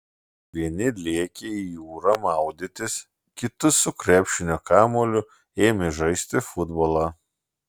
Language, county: Lithuanian, Šiauliai